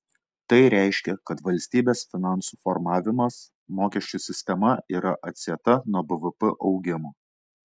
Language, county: Lithuanian, Klaipėda